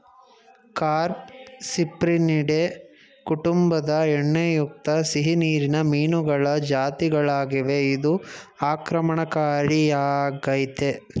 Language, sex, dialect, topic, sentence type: Kannada, male, Mysore Kannada, agriculture, statement